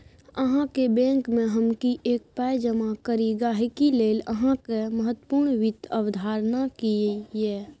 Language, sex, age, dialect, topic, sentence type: Maithili, female, 18-24, Bajjika, banking, statement